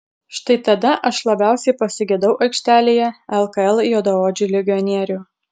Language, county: Lithuanian, Utena